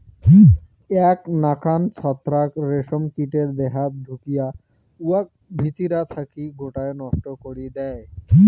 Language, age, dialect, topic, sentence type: Bengali, 18-24, Rajbangshi, agriculture, statement